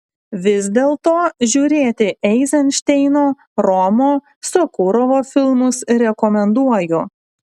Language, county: Lithuanian, Alytus